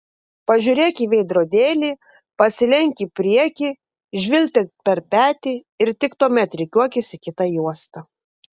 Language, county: Lithuanian, Vilnius